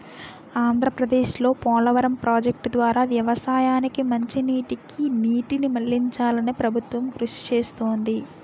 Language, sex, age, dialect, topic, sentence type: Telugu, female, 18-24, Utterandhra, agriculture, statement